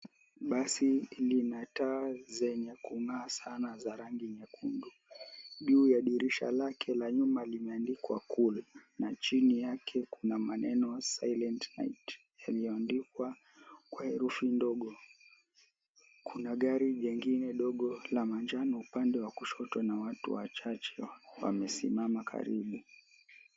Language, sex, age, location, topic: Swahili, male, 18-24, Mombasa, government